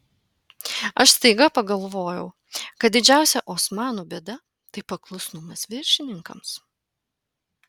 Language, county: Lithuanian, Panevėžys